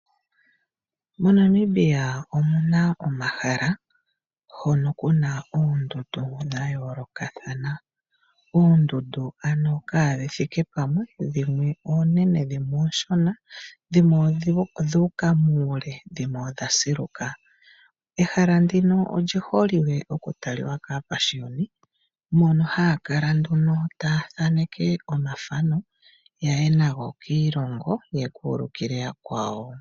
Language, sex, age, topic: Oshiwambo, female, 25-35, agriculture